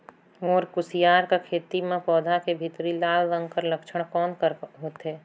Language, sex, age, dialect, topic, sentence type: Chhattisgarhi, female, 25-30, Northern/Bhandar, agriculture, question